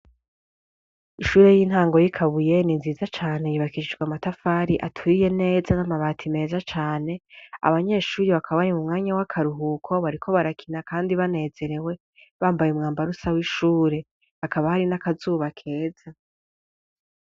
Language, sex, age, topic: Rundi, female, 18-24, education